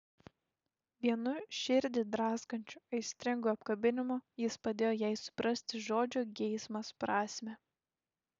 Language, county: Lithuanian, Šiauliai